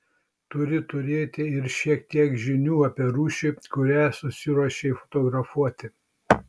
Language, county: Lithuanian, Šiauliai